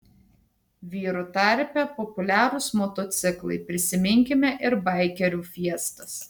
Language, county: Lithuanian, Tauragė